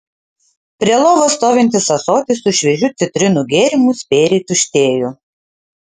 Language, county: Lithuanian, Utena